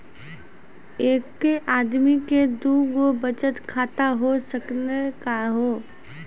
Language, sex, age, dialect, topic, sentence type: Maithili, female, 25-30, Angika, banking, question